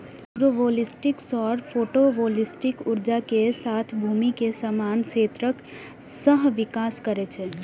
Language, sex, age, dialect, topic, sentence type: Maithili, female, 18-24, Eastern / Thethi, agriculture, statement